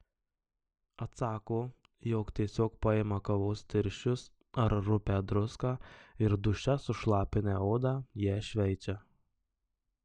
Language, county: Lithuanian, Marijampolė